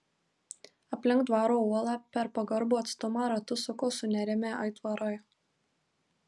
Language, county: Lithuanian, Marijampolė